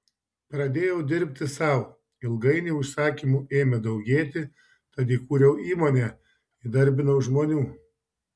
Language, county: Lithuanian, Šiauliai